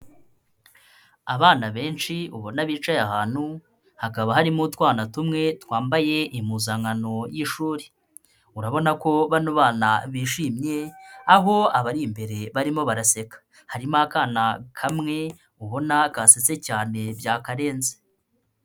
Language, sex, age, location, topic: Kinyarwanda, male, 25-35, Kigali, health